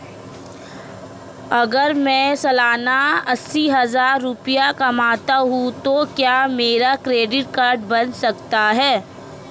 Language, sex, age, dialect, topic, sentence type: Hindi, female, 25-30, Marwari Dhudhari, banking, question